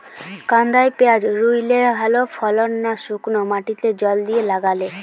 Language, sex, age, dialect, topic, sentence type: Bengali, female, 18-24, Western, agriculture, question